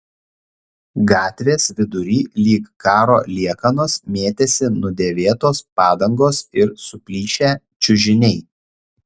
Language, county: Lithuanian, Šiauliai